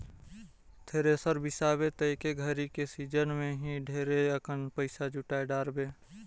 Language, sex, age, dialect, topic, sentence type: Chhattisgarhi, male, 18-24, Northern/Bhandar, banking, statement